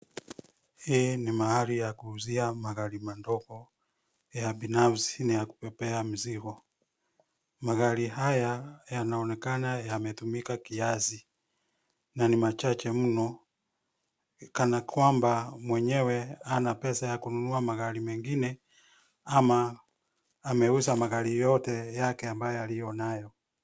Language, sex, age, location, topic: Swahili, male, 50+, Nairobi, finance